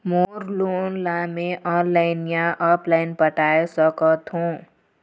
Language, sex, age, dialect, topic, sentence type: Chhattisgarhi, female, 25-30, Eastern, banking, question